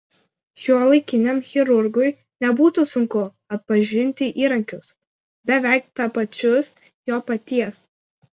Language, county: Lithuanian, Klaipėda